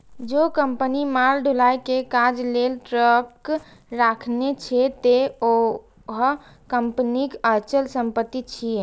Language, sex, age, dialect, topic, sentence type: Maithili, female, 18-24, Eastern / Thethi, banking, statement